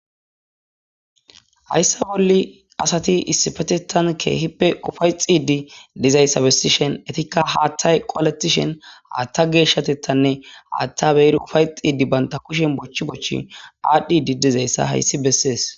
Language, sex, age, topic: Gamo, male, 18-24, government